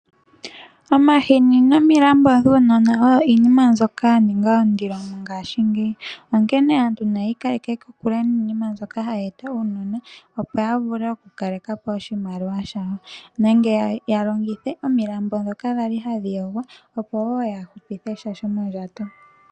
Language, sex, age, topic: Oshiwambo, female, 18-24, finance